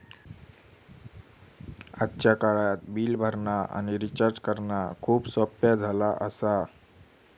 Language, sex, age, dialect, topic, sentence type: Marathi, male, 18-24, Southern Konkan, banking, statement